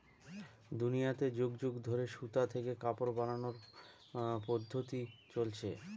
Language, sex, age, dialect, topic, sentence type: Bengali, male, 36-40, Northern/Varendri, agriculture, statement